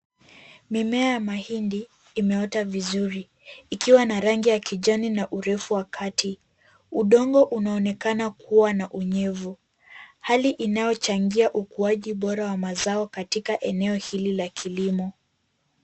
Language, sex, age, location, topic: Swahili, female, 18-24, Kisumu, agriculture